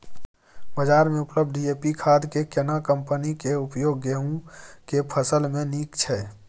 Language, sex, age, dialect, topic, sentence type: Maithili, male, 25-30, Bajjika, agriculture, question